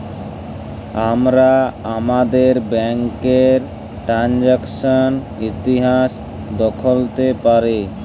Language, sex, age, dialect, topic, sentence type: Bengali, male, 18-24, Jharkhandi, banking, statement